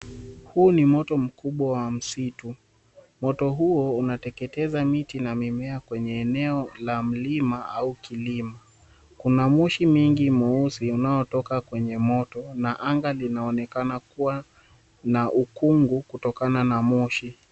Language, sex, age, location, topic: Swahili, male, 25-35, Mombasa, health